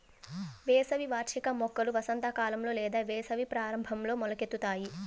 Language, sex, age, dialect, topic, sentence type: Telugu, female, 18-24, Central/Coastal, agriculture, statement